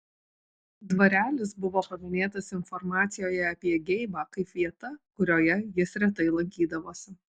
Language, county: Lithuanian, Alytus